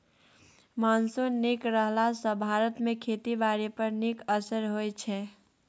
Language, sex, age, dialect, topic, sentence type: Maithili, male, 36-40, Bajjika, agriculture, statement